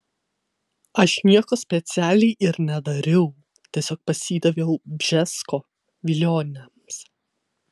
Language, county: Lithuanian, Vilnius